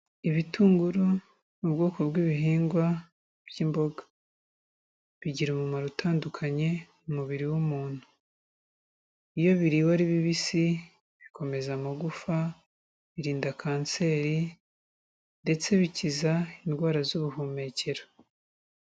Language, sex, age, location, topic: Kinyarwanda, female, 36-49, Kigali, agriculture